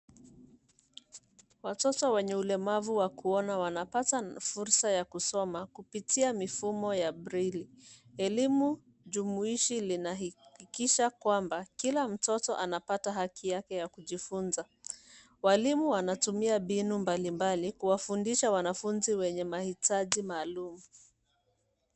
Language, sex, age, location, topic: Swahili, female, 25-35, Nairobi, education